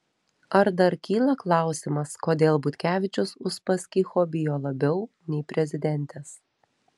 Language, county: Lithuanian, Telšiai